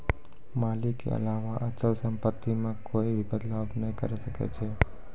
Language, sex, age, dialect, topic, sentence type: Maithili, female, 25-30, Angika, banking, statement